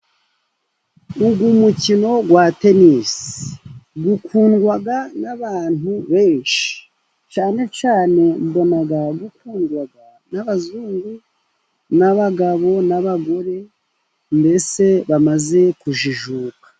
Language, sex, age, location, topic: Kinyarwanda, male, 36-49, Musanze, government